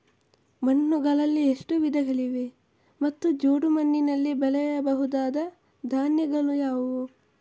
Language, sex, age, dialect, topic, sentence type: Kannada, male, 25-30, Coastal/Dakshin, agriculture, question